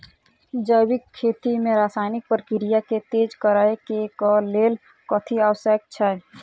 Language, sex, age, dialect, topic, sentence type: Maithili, female, 18-24, Southern/Standard, agriculture, question